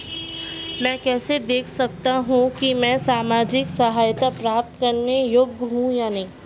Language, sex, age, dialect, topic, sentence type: Hindi, female, 18-24, Marwari Dhudhari, banking, question